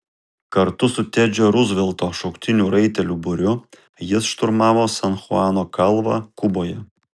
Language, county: Lithuanian, Kaunas